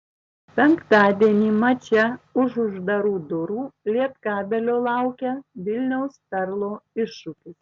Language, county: Lithuanian, Tauragė